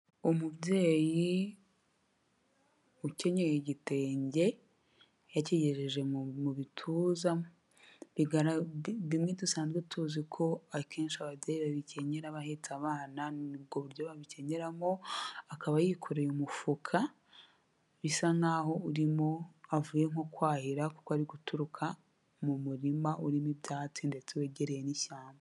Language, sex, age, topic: Kinyarwanda, female, 18-24, agriculture